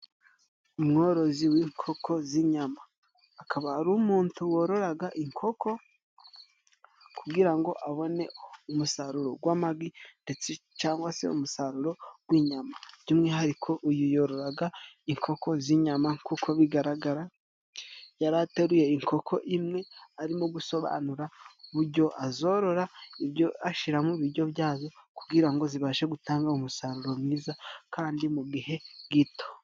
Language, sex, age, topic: Kinyarwanda, male, 18-24, agriculture